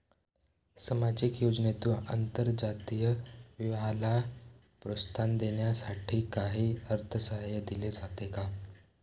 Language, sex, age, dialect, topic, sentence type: Marathi, male, <18, Standard Marathi, banking, question